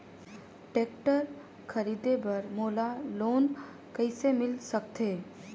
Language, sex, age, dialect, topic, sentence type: Chhattisgarhi, female, 31-35, Northern/Bhandar, banking, question